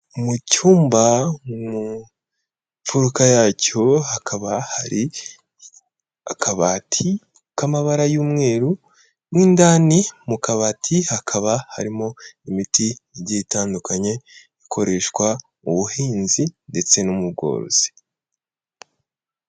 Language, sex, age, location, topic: Kinyarwanda, male, 18-24, Kigali, agriculture